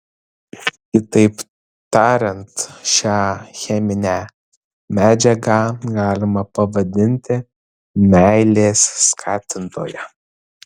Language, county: Lithuanian, Vilnius